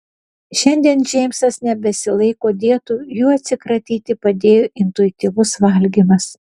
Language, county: Lithuanian, Vilnius